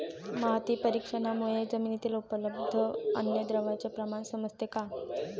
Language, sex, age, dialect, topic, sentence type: Marathi, female, 18-24, Standard Marathi, agriculture, question